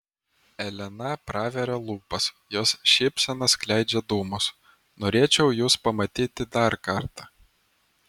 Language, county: Lithuanian, Vilnius